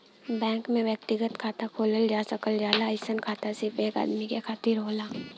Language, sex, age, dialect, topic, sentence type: Bhojpuri, female, 18-24, Western, banking, statement